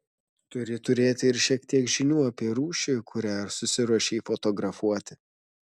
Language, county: Lithuanian, Šiauliai